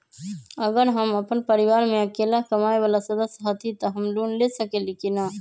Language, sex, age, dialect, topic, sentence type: Magahi, male, 25-30, Western, banking, question